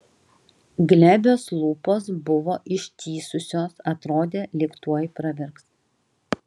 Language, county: Lithuanian, Kaunas